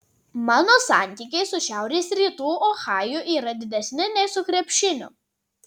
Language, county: Lithuanian, Tauragė